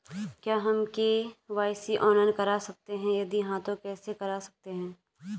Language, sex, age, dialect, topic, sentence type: Hindi, male, 18-24, Garhwali, banking, question